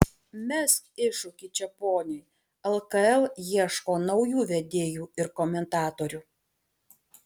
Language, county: Lithuanian, Alytus